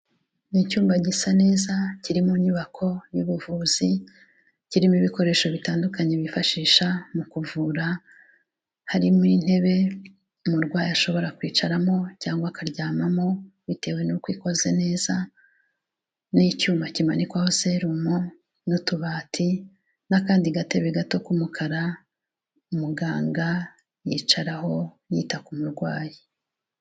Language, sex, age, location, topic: Kinyarwanda, female, 36-49, Kigali, health